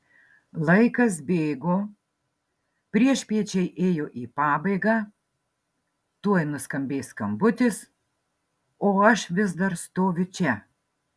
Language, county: Lithuanian, Marijampolė